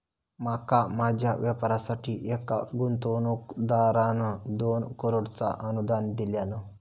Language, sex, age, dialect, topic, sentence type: Marathi, male, 18-24, Southern Konkan, banking, statement